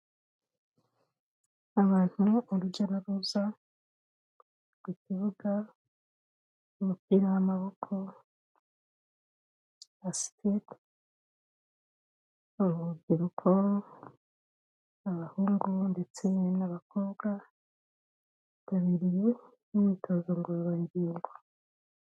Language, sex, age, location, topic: Kinyarwanda, female, 36-49, Kigali, health